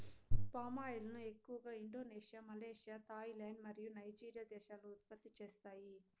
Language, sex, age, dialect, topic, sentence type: Telugu, female, 60-100, Southern, agriculture, statement